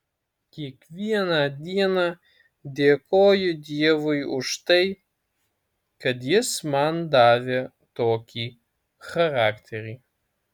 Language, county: Lithuanian, Alytus